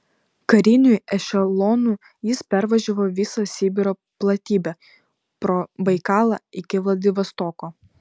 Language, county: Lithuanian, Vilnius